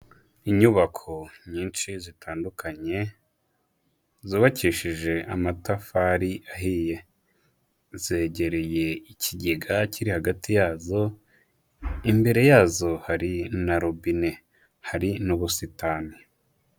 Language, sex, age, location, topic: Kinyarwanda, male, 25-35, Huye, health